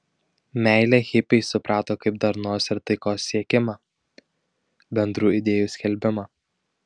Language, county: Lithuanian, Šiauliai